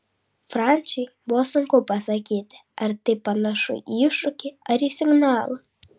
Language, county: Lithuanian, Vilnius